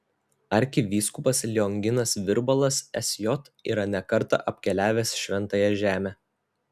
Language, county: Lithuanian, Telšiai